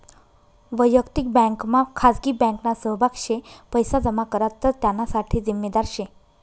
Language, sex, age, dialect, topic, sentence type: Marathi, female, 25-30, Northern Konkan, banking, statement